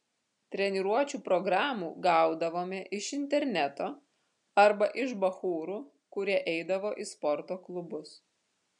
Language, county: Lithuanian, Vilnius